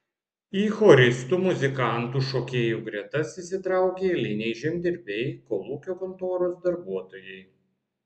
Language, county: Lithuanian, Vilnius